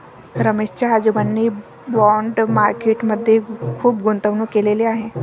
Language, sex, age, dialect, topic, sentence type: Marathi, female, 25-30, Varhadi, banking, statement